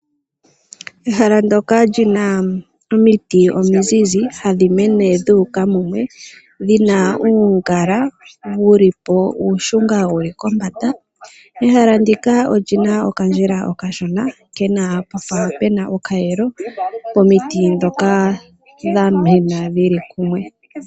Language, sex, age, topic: Oshiwambo, female, 18-24, agriculture